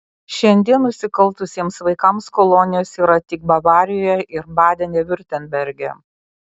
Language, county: Lithuanian, Kaunas